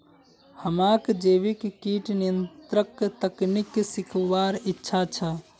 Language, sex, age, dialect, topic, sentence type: Magahi, male, 56-60, Northeastern/Surjapuri, agriculture, statement